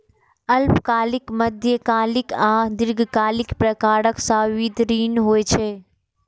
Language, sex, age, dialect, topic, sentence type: Maithili, female, 41-45, Eastern / Thethi, banking, statement